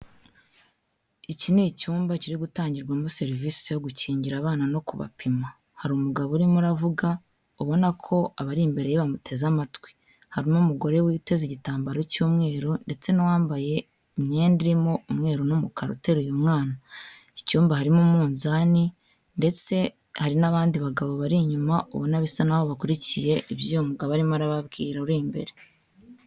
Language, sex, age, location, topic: Kinyarwanda, female, 25-35, Kigali, health